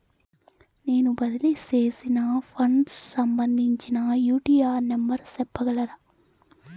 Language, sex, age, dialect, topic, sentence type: Telugu, female, 18-24, Southern, banking, question